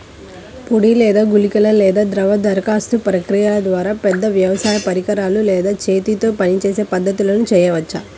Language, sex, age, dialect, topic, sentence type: Telugu, female, 18-24, Central/Coastal, agriculture, question